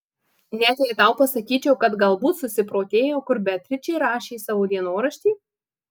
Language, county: Lithuanian, Marijampolė